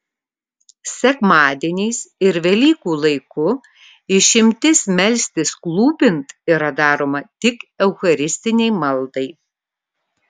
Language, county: Lithuanian, Kaunas